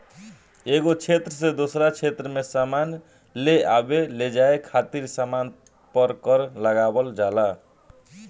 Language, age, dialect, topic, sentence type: Bhojpuri, 18-24, Southern / Standard, banking, statement